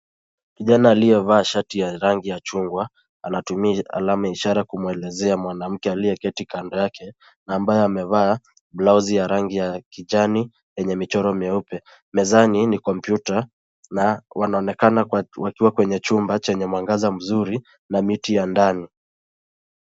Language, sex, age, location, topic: Swahili, male, 18-24, Nairobi, education